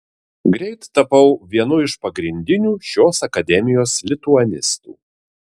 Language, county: Lithuanian, Vilnius